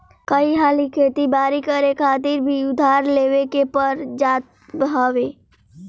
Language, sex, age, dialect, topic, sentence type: Bhojpuri, male, 18-24, Northern, banking, statement